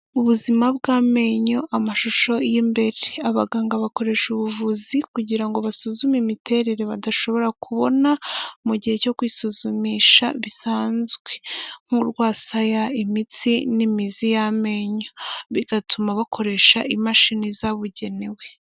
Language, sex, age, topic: Kinyarwanda, female, 18-24, health